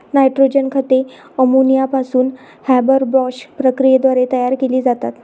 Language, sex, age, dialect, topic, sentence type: Marathi, female, 25-30, Varhadi, agriculture, statement